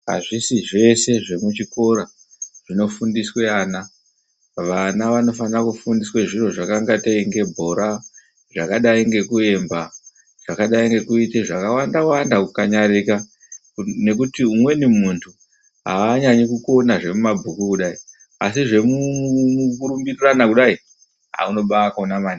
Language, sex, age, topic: Ndau, male, 25-35, health